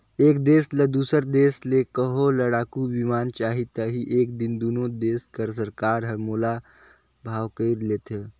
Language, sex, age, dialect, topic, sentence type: Chhattisgarhi, male, 18-24, Northern/Bhandar, banking, statement